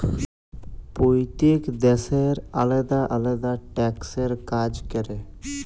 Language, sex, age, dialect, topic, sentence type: Bengali, male, 18-24, Jharkhandi, banking, statement